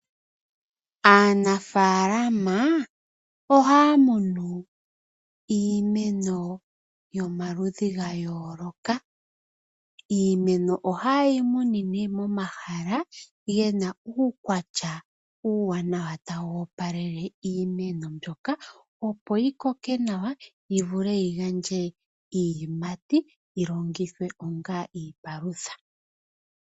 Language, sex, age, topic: Oshiwambo, female, 25-35, agriculture